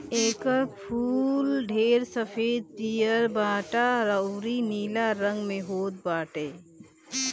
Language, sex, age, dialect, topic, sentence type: Bhojpuri, female, 25-30, Northern, agriculture, statement